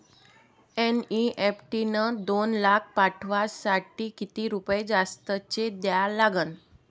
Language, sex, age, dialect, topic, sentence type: Marathi, female, 25-30, Varhadi, banking, question